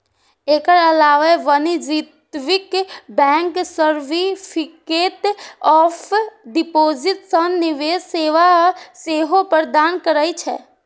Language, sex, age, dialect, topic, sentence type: Maithili, female, 46-50, Eastern / Thethi, banking, statement